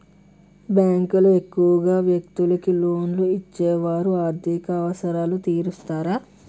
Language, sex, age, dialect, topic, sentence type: Telugu, male, 60-100, Utterandhra, banking, statement